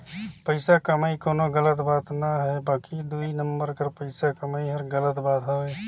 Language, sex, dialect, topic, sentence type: Chhattisgarhi, male, Northern/Bhandar, banking, statement